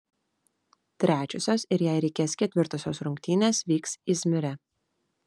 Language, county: Lithuanian, Vilnius